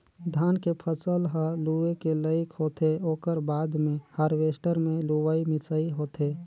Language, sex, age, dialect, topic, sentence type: Chhattisgarhi, male, 31-35, Northern/Bhandar, agriculture, statement